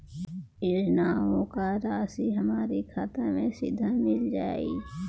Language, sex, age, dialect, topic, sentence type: Bhojpuri, male, 18-24, Northern, banking, question